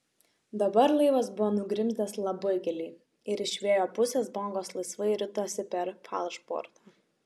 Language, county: Lithuanian, Šiauliai